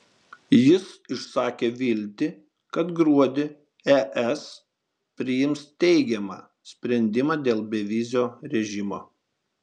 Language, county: Lithuanian, Šiauliai